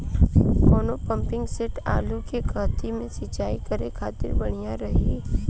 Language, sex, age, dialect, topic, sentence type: Bhojpuri, female, 25-30, Southern / Standard, agriculture, question